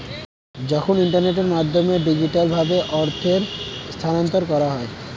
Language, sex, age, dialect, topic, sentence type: Bengali, male, 18-24, Standard Colloquial, banking, statement